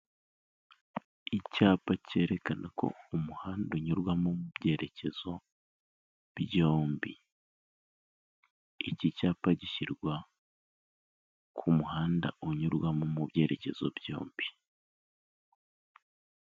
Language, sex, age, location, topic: Kinyarwanda, male, 18-24, Kigali, government